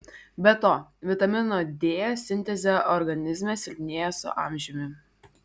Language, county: Lithuanian, Vilnius